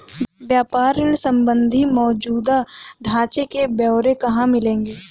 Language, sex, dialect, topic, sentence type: Hindi, female, Hindustani Malvi Khadi Boli, banking, question